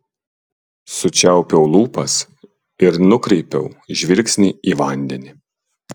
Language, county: Lithuanian, Klaipėda